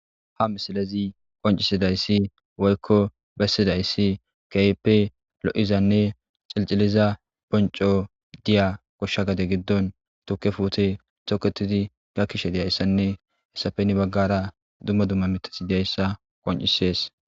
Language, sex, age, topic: Gamo, male, 18-24, agriculture